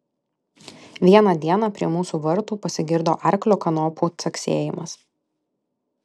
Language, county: Lithuanian, Alytus